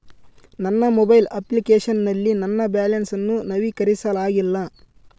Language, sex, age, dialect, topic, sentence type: Kannada, male, 25-30, Central, banking, statement